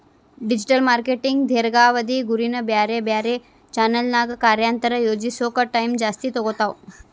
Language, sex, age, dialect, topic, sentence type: Kannada, female, 25-30, Dharwad Kannada, banking, statement